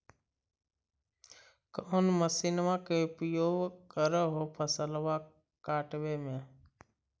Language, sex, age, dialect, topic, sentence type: Magahi, male, 31-35, Central/Standard, agriculture, question